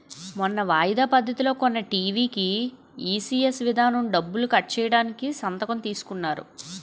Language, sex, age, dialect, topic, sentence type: Telugu, female, 31-35, Utterandhra, banking, statement